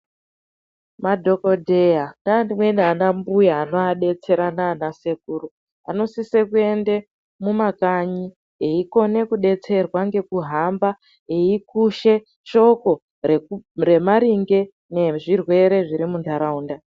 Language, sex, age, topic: Ndau, female, 18-24, health